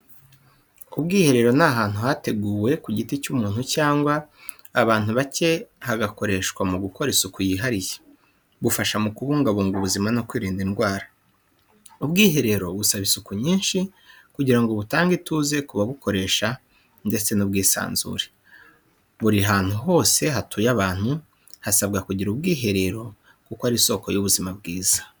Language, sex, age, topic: Kinyarwanda, male, 25-35, education